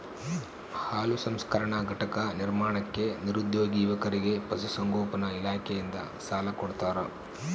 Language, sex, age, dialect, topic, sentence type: Kannada, male, 46-50, Central, agriculture, statement